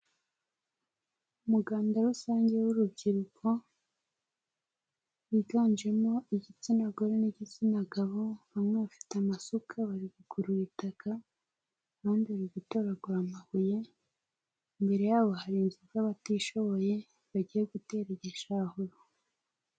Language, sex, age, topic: Kinyarwanda, female, 18-24, government